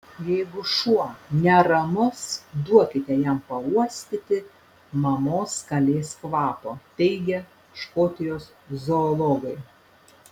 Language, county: Lithuanian, Panevėžys